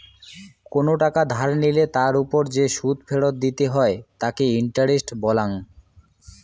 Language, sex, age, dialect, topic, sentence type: Bengali, male, 18-24, Rajbangshi, banking, statement